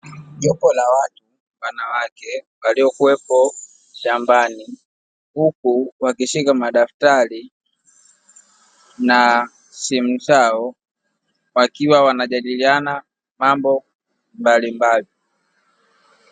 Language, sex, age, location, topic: Swahili, female, 36-49, Dar es Salaam, education